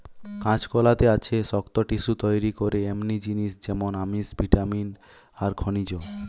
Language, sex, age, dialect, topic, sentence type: Bengali, male, 18-24, Western, agriculture, statement